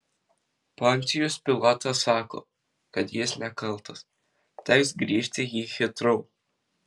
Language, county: Lithuanian, Marijampolė